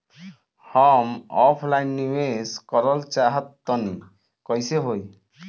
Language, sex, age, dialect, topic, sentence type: Bhojpuri, male, 18-24, Southern / Standard, banking, question